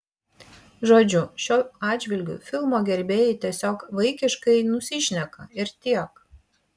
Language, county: Lithuanian, Vilnius